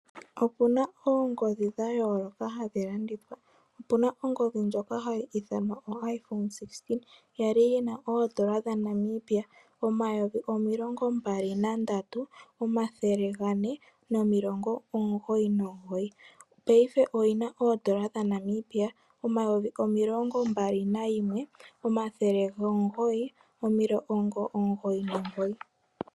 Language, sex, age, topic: Oshiwambo, female, 18-24, finance